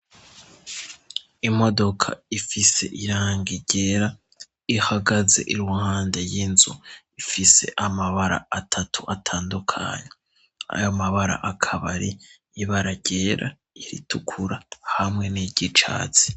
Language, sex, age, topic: Rundi, male, 18-24, education